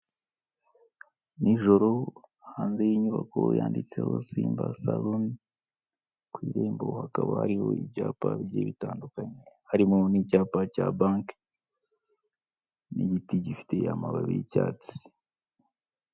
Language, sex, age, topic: Kinyarwanda, male, 25-35, finance